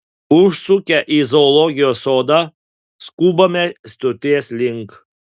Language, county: Lithuanian, Panevėžys